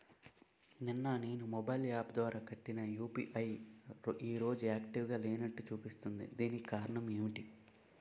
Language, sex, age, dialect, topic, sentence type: Telugu, male, 18-24, Utterandhra, banking, question